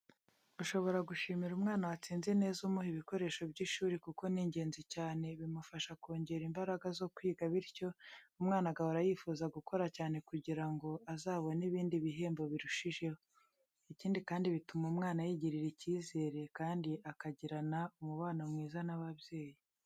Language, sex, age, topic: Kinyarwanda, female, 36-49, education